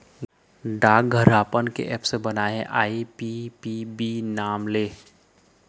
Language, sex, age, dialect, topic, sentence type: Chhattisgarhi, male, 25-30, Eastern, banking, statement